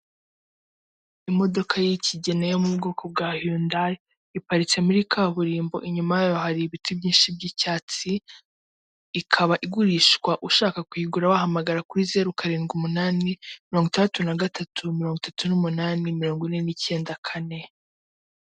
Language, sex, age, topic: Kinyarwanda, female, 18-24, finance